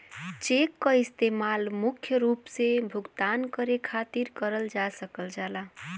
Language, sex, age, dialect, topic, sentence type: Bhojpuri, female, 18-24, Western, banking, statement